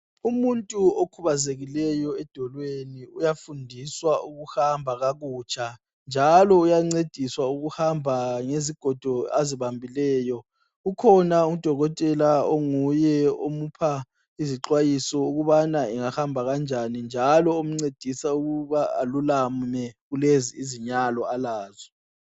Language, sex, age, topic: North Ndebele, female, 18-24, health